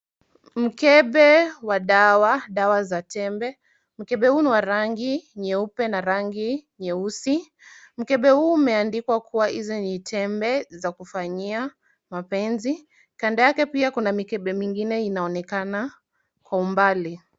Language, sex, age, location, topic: Swahili, female, 18-24, Kisumu, health